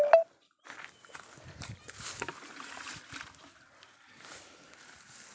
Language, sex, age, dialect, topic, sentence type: Marathi, male, 18-24, Southern Konkan, banking, question